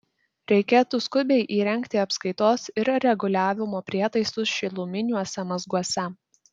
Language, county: Lithuanian, Klaipėda